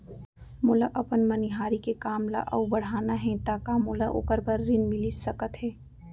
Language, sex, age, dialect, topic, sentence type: Chhattisgarhi, female, 18-24, Central, banking, question